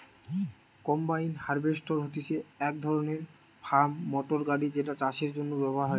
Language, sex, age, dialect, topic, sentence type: Bengali, male, 18-24, Western, agriculture, statement